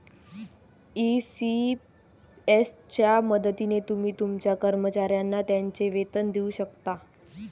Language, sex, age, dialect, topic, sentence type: Marathi, female, 18-24, Varhadi, banking, statement